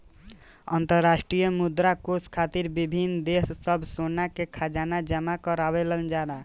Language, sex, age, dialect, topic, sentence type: Bhojpuri, female, 51-55, Southern / Standard, banking, statement